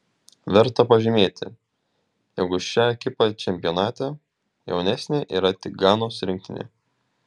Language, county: Lithuanian, Šiauliai